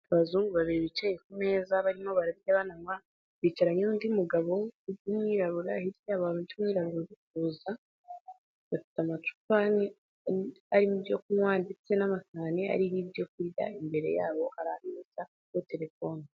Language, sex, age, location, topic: Kinyarwanda, female, 18-24, Nyagatare, finance